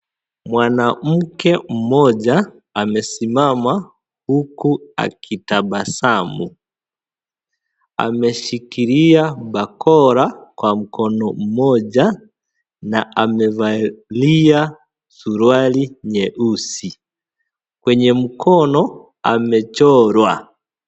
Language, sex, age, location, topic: Swahili, male, 25-35, Kisii, health